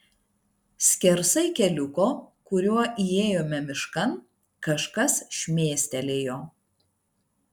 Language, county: Lithuanian, Klaipėda